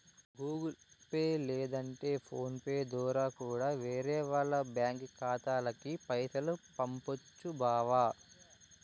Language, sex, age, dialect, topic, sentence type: Telugu, male, 18-24, Southern, banking, statement